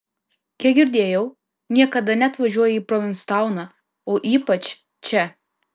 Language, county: Lithuanian, Alytus